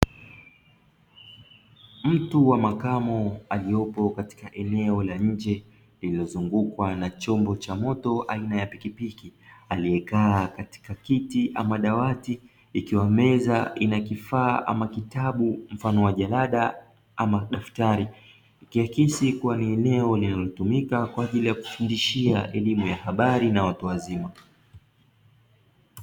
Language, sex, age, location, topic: Swahili, male, 25-35, Dar es Salaam, education